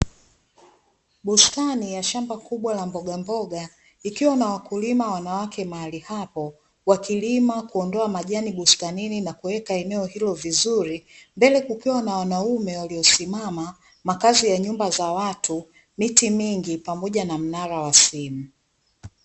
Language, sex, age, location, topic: Swahili, female, 25-35, Dar es Salaam, agriculture